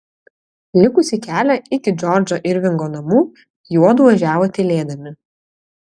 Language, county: Lithuanian, Kaunas